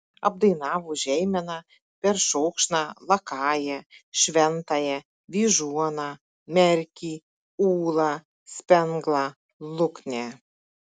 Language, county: Lithuanian, Marijampolė